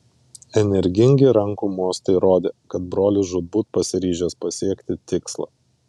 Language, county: Lithuanian, Vilnius